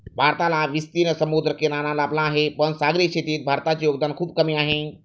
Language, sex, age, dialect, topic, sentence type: Marathi, male, 36-40, Standard Marathi, agriculture, statement